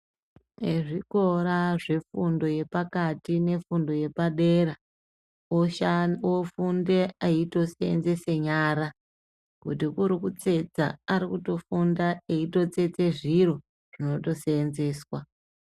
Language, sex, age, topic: Ndau, female, 25-35, education